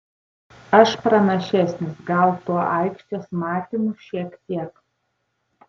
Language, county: Lithuanian, Tauragė